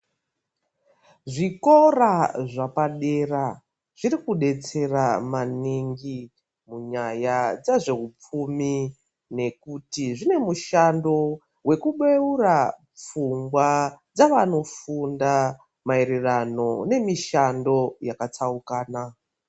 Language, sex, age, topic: Ndau, female, 36-49, education